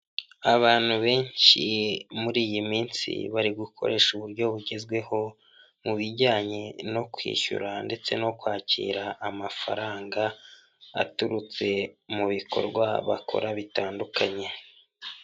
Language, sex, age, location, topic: Kinyarwanda, male, 25-35, Huye, finance